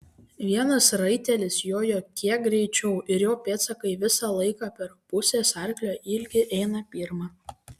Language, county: Lithuanian, Panevėžys